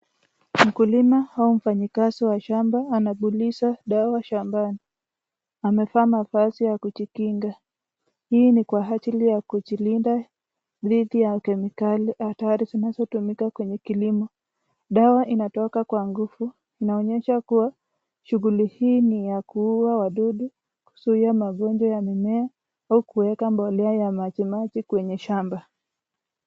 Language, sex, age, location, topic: Swahili, female, 25-35, Nakuru, health